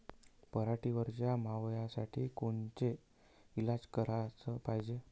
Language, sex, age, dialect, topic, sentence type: Marathi, male, 31-35, Varhadi, agriculture, question